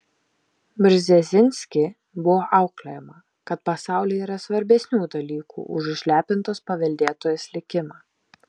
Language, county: Lithuanian, Šiauliai